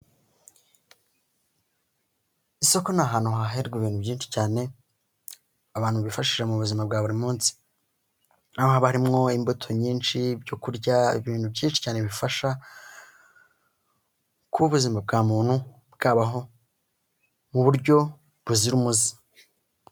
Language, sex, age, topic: Kinyarwanda, male, 18-24, finance